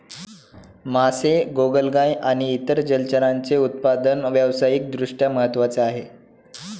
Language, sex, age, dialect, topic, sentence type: Marathi, male, 18-24, Standard Marathi, agriculture, statement